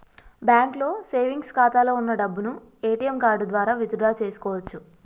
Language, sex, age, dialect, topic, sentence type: Telugu, female, 25-30, Telangana, banking, statement